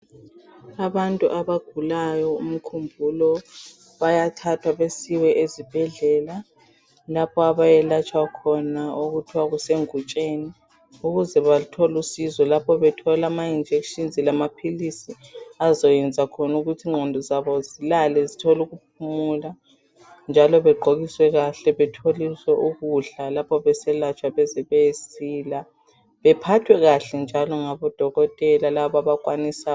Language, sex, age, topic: North Ndebele, female, 18-24, health